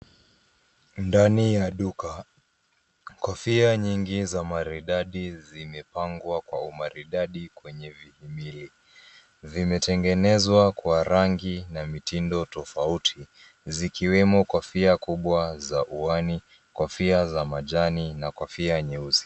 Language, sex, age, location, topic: Swahili, female, 18-24, Nairobi, finance